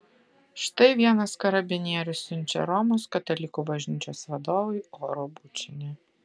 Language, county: Lithuanian, Utena